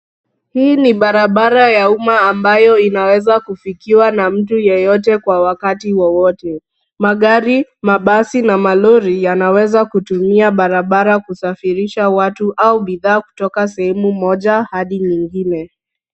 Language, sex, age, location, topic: Swahili, female, 36-49, Nairobi, government